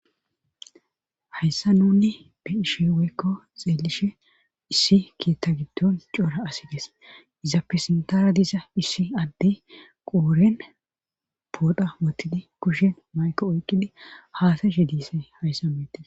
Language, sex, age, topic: Gamo, female, 36-49, government